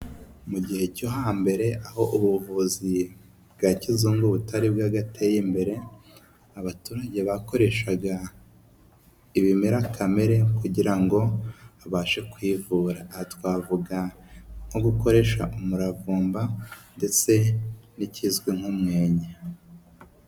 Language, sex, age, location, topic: Kinyarwanda, male, 18-24, Huye, health